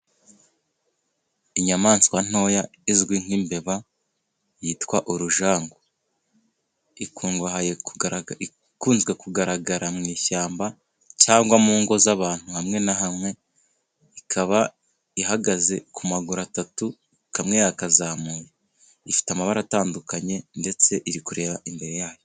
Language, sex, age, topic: Kinyarwanda, male, 18-24, agriculture